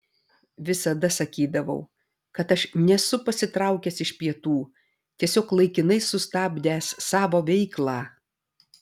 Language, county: Lithuanian, Vilnius